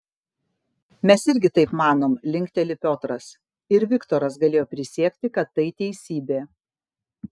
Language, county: Lithuanian, Kaunas